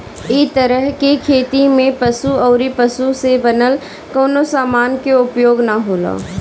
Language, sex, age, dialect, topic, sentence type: Bhojpuri, female, 31-35, Northern, agriculture, statement